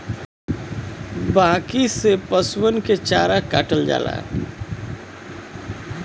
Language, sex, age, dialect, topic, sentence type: Bhojpuri, male, 41-45, Western, agriculture, statement